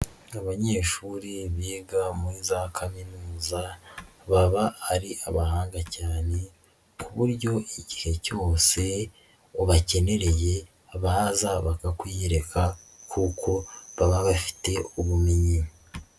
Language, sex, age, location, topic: Kinyarwanda, male, 36-49, Nyagatare, education